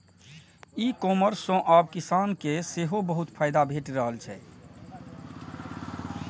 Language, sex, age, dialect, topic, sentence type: Maithili, male, 46-50, Eastern / Thethi, agriculture, statement